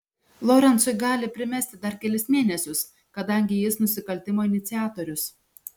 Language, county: Lithuanian, Šiauliai